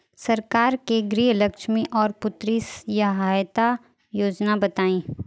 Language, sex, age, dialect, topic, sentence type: Bhojpuri, female, 18-24, Southern / Standard, banking, question